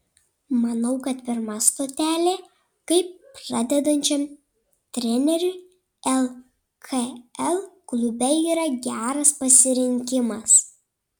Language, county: Lithuanian, Panevėžys